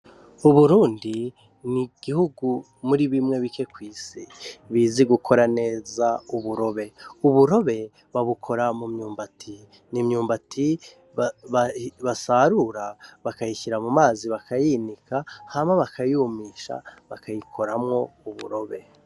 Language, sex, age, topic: Rundi, male, 36-49, agriculture